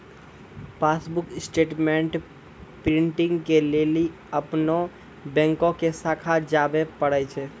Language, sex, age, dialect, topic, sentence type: Maithili, male, 18-24, Angika, banking, statement